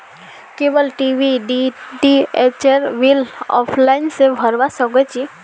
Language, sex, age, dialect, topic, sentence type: Magahi, female, 18-24, Northeastern/Surjapuri, banking, statement